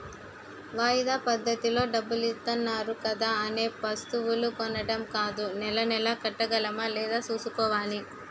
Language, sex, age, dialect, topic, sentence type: Telugu, female, 18-24, Utterandhra, banking, statement